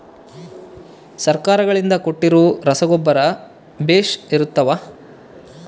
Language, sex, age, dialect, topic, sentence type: Kannada, male, 31-35, Central, agriculture, question